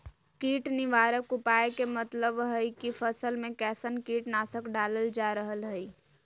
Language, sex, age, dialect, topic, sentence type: Magahi, female, 18-24, Southern, agriculture, statement